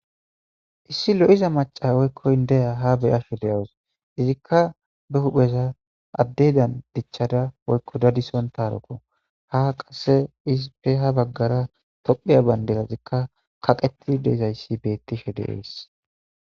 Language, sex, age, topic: Gamo, male, 18-24, government